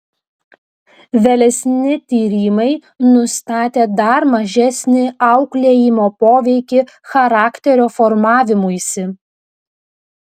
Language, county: Lithuanian, Vilnius